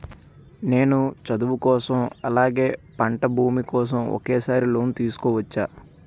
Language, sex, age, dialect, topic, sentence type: Telugu, male, 25-30, Utterandhra, banking, question